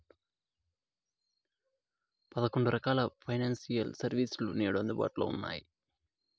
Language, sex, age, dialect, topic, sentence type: Telugu, male, 25-30, Southern, banking, statement